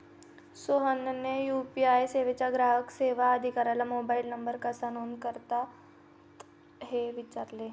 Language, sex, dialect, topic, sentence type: Marathi, female, Standard Marathi, banking, statement